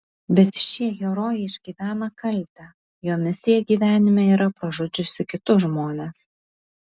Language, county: Lithuanian, Vilnius